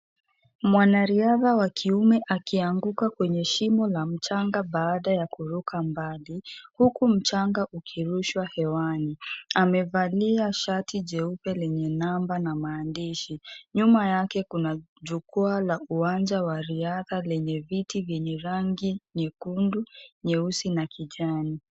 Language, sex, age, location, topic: Swahili, female, 25-35, Kisii, government